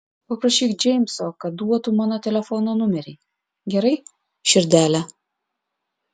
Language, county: Lithuanian, Klaipėda